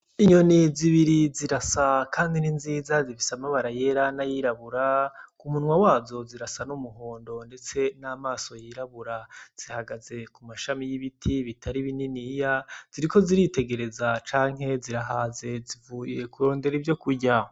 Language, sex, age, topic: Rundi, male, 25-35, agriculture